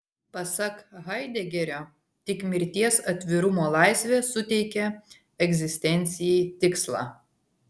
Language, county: Lithuanian, Vilnius